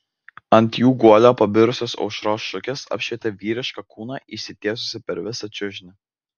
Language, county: Lithuanian, Vilnius